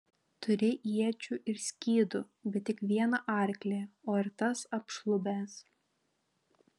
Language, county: Lithuanian, Panevėžys